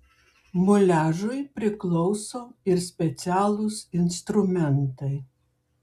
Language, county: Lithuanian, Klaipėda